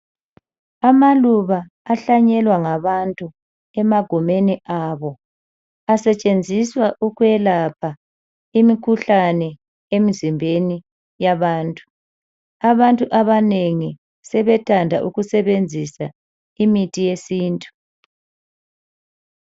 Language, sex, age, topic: North Ndebele, female, 18-24, health